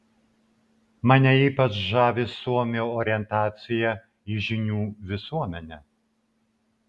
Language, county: Lithuanian, Vilnius